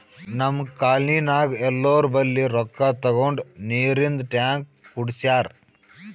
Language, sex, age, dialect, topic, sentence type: Kannada, male, 18-24, Northeastern, banking, statement